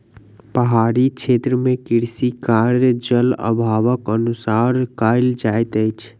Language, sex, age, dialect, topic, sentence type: Maithili, male, 41-45, Southern/Standard, agriculture, statement